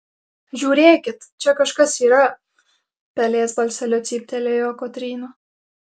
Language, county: Lithuanian, Alytus